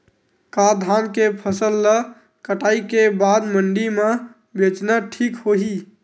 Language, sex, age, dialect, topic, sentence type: Chhattisgarhi, male, 18-24, Western/Budati/Khatahi, agriculture, question